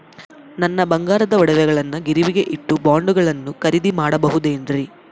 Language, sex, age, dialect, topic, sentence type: Kannada, female, 18-24, Central, banking, question